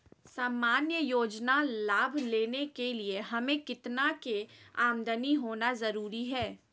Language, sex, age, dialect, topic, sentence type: Magahi, female, 18-24, Southern, banking, question